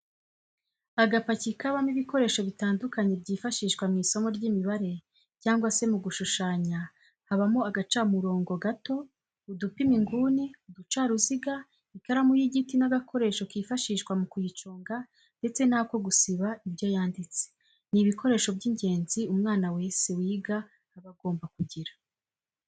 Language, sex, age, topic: Kinyarwanda, female, 25-35, education